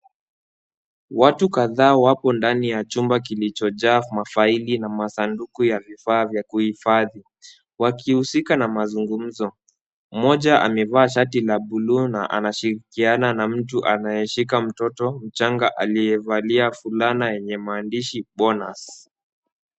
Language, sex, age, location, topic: Swahili, male, 18-24, Kisumu, health